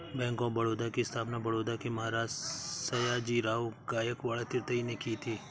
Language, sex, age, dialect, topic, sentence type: Hindi, male, 56-60, Awadhi Bundeli, banking, statement